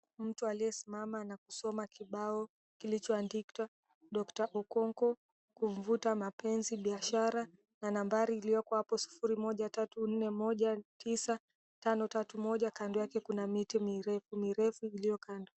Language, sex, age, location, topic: Swahili, female, 18-24, Mombasa, health